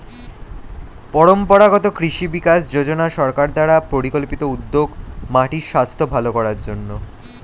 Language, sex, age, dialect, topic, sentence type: Bengali, male, 18-24, Standard Colloquial, agriculture, statement